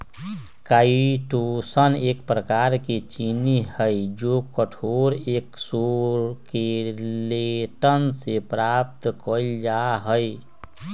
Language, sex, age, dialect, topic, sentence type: Magahi, male, 60-100, Western, agriculture, statement